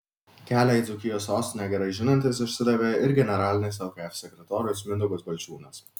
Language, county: Lithuanian, Vilnius